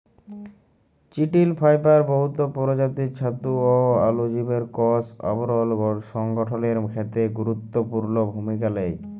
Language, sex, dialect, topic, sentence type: Bengali, male, Jharkhandi, agriculture, statement